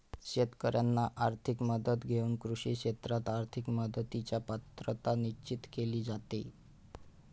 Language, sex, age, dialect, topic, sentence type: Marathi, male, 25-30, Northern Konkan, agriculture, statement